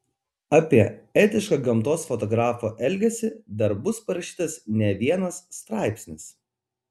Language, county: Lithuanian, Kaunas